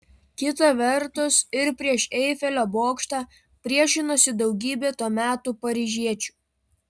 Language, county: Lithuanian, Vilnius